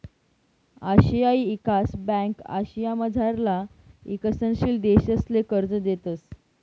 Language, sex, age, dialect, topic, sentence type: Marathi, female, 18-24, Northern Konkan, banking, statement